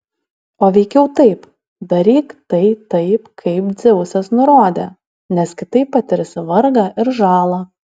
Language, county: Lithuanian, Alytus